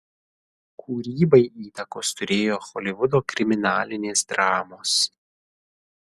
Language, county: Lithuanian, Kaunas